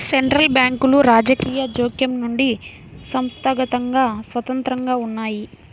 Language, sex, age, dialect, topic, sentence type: Telugu, female, 25-30, Central/Coastal, banking, statement